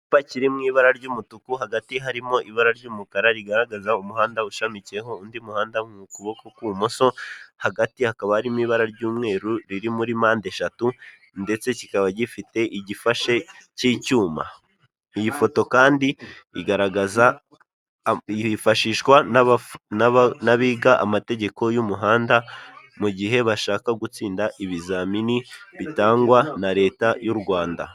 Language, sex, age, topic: Kinyarwanda, male, 18-24, government